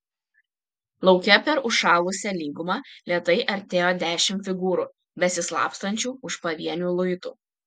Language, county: Lithuanian, Kaunas